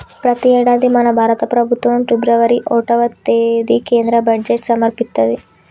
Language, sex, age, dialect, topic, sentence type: Telugu, female, 18-24, Telangana, banking, statement